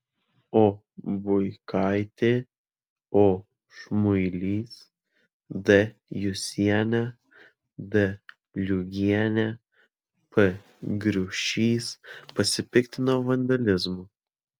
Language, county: Lithuanian, Vilnius